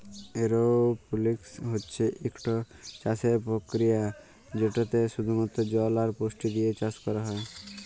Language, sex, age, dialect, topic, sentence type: Bengali, male, 41-45, Jharkhandi, agriculture, statement